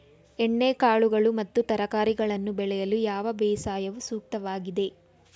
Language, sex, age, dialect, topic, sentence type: Kannada, female, 18-24, Mysore Kannada, agriculture, question